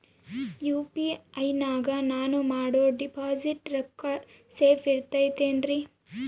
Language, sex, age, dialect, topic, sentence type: Kannada, female, 18-24, Central, banking, question